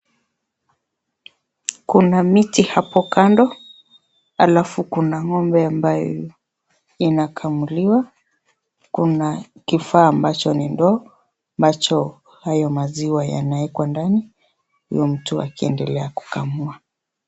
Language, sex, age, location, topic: Swahili, female, 25-35, Kisii, agriculture